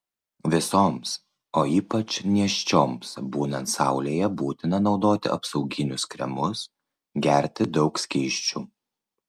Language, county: Lithuanian, Vilnius